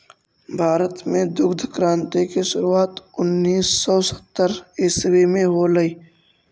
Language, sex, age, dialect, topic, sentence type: Magahi, male, 46-50, Central/Standard, agriculture, statement